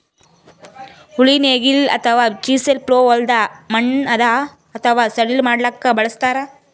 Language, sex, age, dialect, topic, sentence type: Kannada, female, 18-24, Northeastern, agriculture, statement